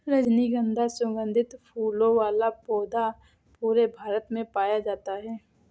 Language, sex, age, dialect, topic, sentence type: Hindi, female, 18-24, Awadhi Bundeli, agriculture, statement